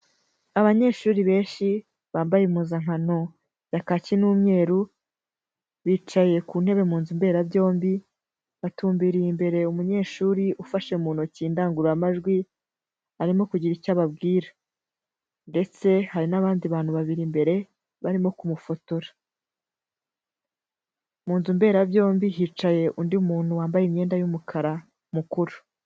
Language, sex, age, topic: Kinyarwanda, female, 18-24, education